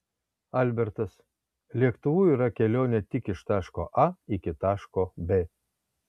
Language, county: Lithuanian, Kaunas